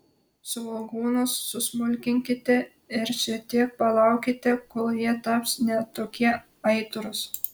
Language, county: Lithuanian, Telšiai